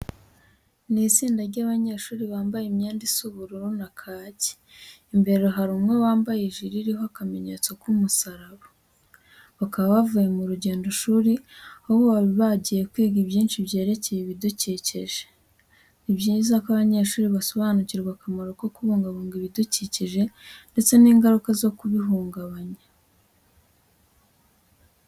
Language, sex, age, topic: Kinyarwanda, female, 18-24, education